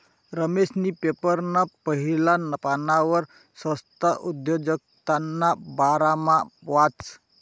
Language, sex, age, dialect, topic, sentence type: Marathi, male, 46-50, Northern Konkan, banking, statement